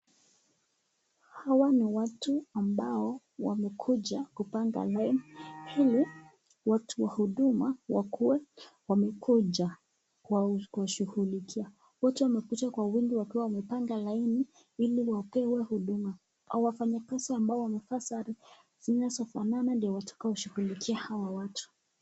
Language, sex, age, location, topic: Swahili, male, 25-35, Nakuru, government